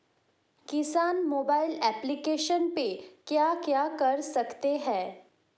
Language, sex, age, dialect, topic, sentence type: Hindi, female, 18-24, Hindustani Malvi Khadi Boli, agriculture, question